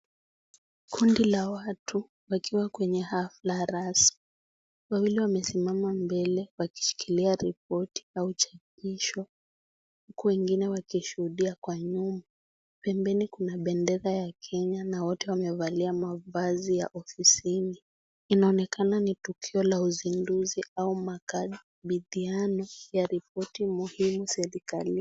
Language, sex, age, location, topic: Swahili, female, 18-24, Kisii, government